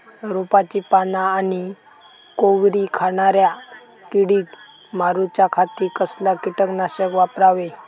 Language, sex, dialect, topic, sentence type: Marathi, male, Southern Konkan, agriculture, question